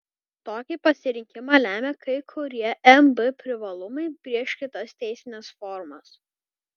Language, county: Lithuanian, Kaunas